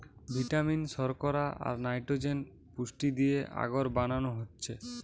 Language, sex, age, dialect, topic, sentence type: Bengali, male, <18, Western, agriculture, statement